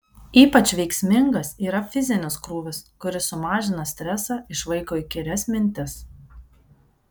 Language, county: Lithuanian, Kaunas